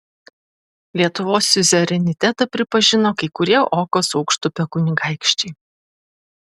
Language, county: Lithuanian, Šiauliai